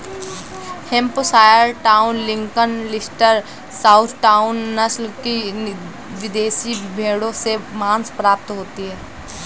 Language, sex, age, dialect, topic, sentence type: Hindi, female, 18-24, Awadhi Bundeli, agriculture, statement